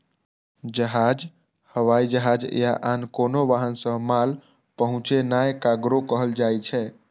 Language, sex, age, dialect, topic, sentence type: Maithili, male, 18-24, Eastern / Thethi, banking, statement